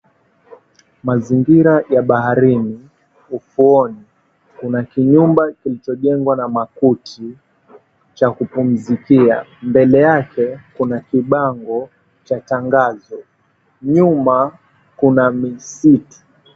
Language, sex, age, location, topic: Swahili, male, 18-24, Mombasa, government